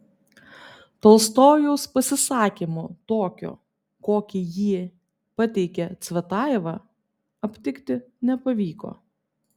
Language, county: Lithuanian, Vilnius